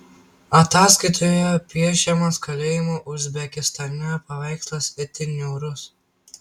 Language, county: Lithuanian, Tauragė